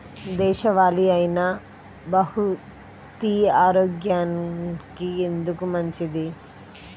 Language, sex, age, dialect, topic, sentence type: Telugu, female, 31-35, Central/Coastal, agriculture, question